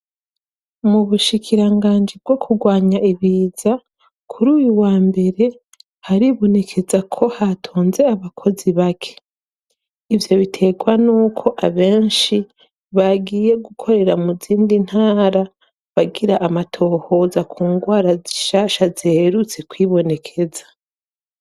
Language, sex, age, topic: Rundi, female, 25-35, education